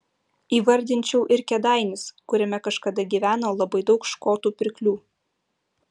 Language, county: Lithuanian, Utena